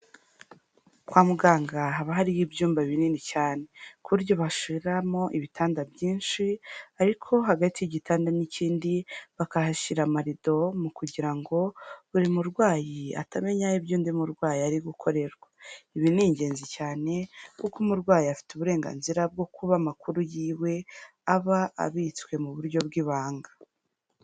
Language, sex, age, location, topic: Kinyarwanda, female, 25-35, Huye, health